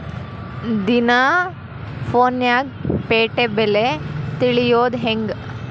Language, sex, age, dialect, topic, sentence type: Kannada, female, 18-24, Dharwad Kannada, agriculture, question